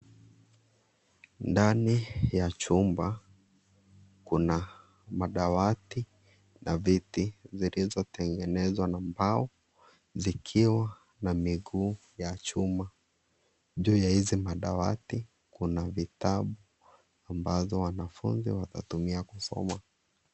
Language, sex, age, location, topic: Swahili, male, 25-35, Kisii, education